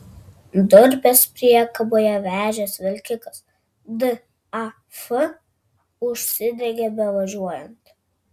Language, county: Lithuanian, Vilnius